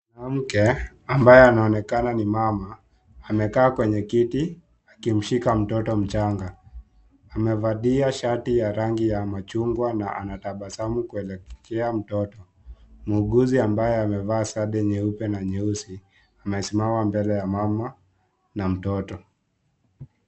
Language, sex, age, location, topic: Swahili, male, 18-24, Kisii, health